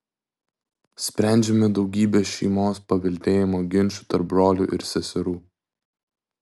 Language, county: Lithuanian, Vilnius